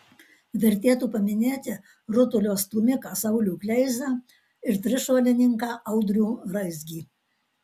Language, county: Lithuanian, Alytus